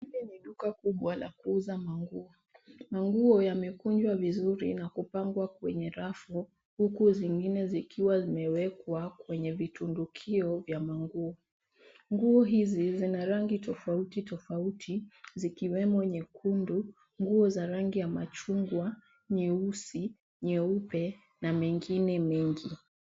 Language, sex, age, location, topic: Swahili, female, 25-35, Nairobi, finance